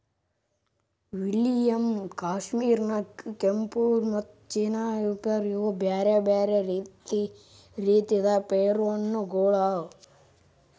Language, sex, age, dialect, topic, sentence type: Kannada, male, 18-24, Northeastern, agriculture, statement